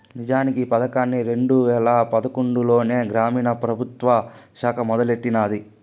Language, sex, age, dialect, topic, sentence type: Telugu, female, 18-24, Southern, banking, statement